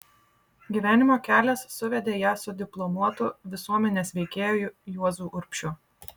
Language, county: Lithuanian, Vilnius